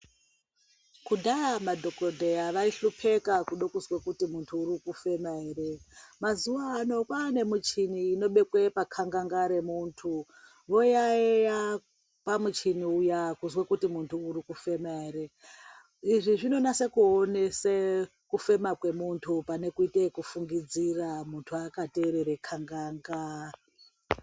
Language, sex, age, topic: Ndau, female, 36-49, health